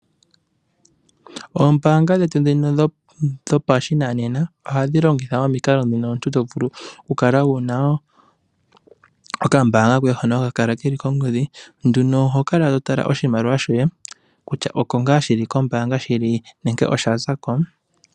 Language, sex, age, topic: Oshiwambo, male, 18-24, finance